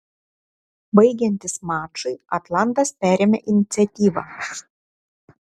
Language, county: Lithuanian, Šiauliai